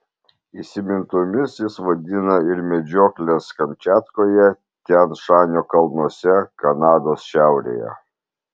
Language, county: Lithuanian, Vilnius